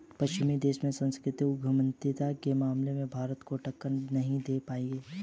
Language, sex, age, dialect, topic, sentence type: Hindi, male, 18-24, Hindustani Malvi Khadi Boli, banking, statement